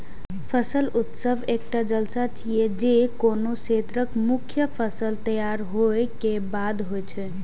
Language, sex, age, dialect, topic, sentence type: Maithili, female, 18-24, Eastern / Thethi, agriculture, statement